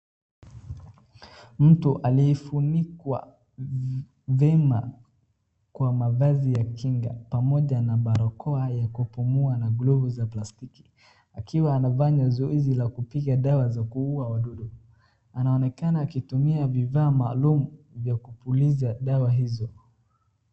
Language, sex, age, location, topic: Swahili, male, 36-49, Wajir, health